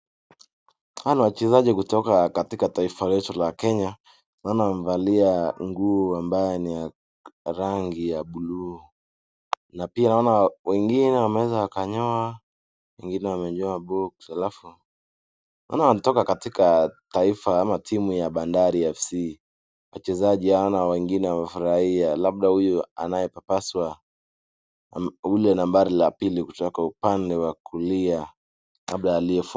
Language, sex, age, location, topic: Swahili, male, 18-24, Nakuru, government